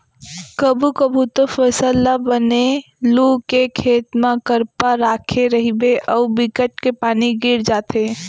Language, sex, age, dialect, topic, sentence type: Chhattisgarhi, female, 18-24, Central, agriculture, statement